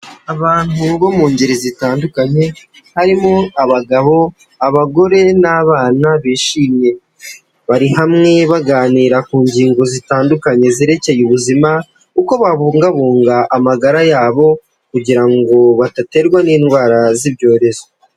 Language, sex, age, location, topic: Kinyarwanda, male, 18-24, Huye, health